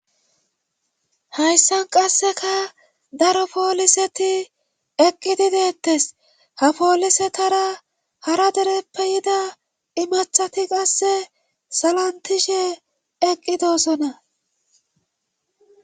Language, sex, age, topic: Gamo, female, 25-35, government